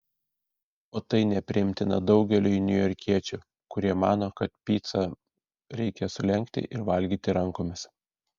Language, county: Lithuanian, Šiauliai